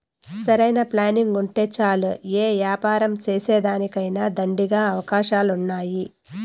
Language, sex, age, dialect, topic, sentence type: Telugu, female, 36-40, Southern, banking, statement